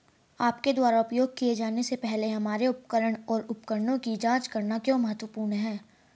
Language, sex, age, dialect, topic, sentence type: Hindi, female, 36-40, Hindustani Malvi Khadi Boli, agriculture, question